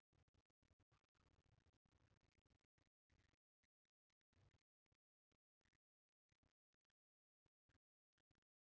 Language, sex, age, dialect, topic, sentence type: Maithili, male, 18-24, Bajjika, agriculture, statement